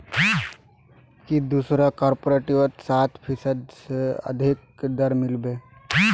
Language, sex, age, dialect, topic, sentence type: Magahi, male, 18-24, Northeastern/Surjapuri, banking, statement